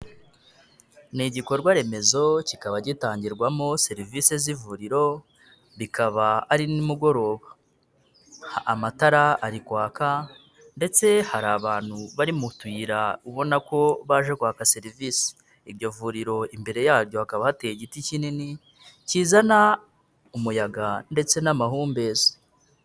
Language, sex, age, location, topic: Kinyarwanda, male, 25-35, Kigali, health